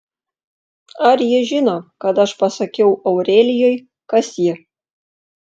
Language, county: Lithuanian, Panevėžys